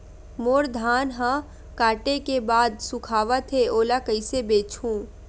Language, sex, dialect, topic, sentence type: Chhattisgarhi, female, Western/Budati/Khatahi, agriculture, question